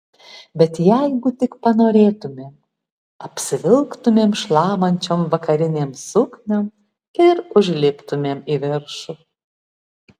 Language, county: Lithuanian, Alytus